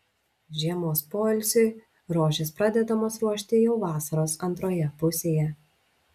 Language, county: Lithuanian, Šiauliai